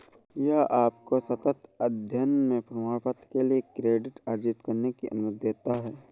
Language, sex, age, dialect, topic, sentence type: Hindi, male, 31-35, Awadhi Bundeli, banking, statement